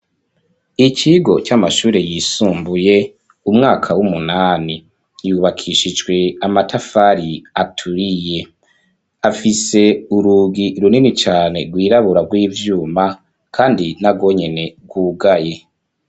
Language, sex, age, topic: Rundi, male, 25-35, education